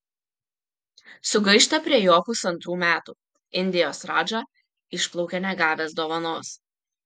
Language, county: Lithuanian, Kaunas